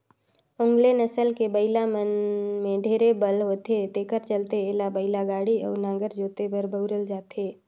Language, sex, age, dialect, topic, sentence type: Chhattisgarhi, female, 25-30, Northern/Bhandar, agriculture, statement